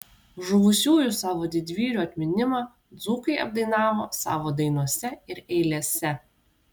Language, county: Lithuanian, Vilnius